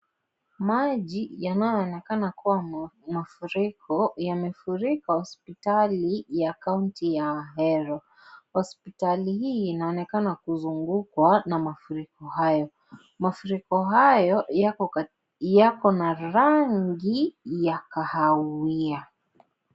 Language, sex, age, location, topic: Swahili, male, 25-35, Kisii, health